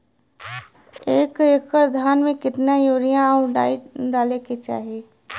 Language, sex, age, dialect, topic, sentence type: Bhojpuri, female, 31-35, Western, agriculture, question